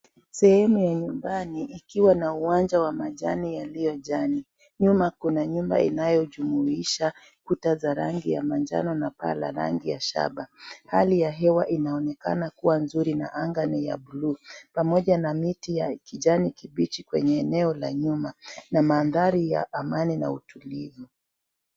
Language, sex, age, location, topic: Swahili, female, 36-49, Kisii, education